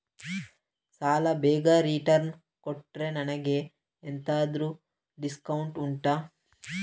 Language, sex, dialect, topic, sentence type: Kannada, male, Coastal/Dakshin, banking, question